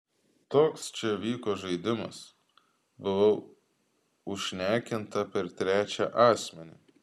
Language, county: Lithuanian, Klaipėda